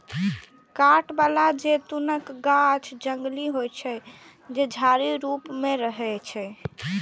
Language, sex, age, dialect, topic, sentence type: Maithili, male, 36-40, Eastern / Thethi, agriculture, statement